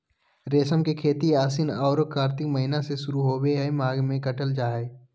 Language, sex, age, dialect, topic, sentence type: Magahi, male, 18-24, Southern, agriculture, statement